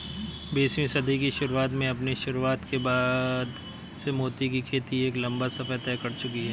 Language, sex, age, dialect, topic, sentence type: Hindi, male, 31-35, Awadhi Bundeli, agriculture, statement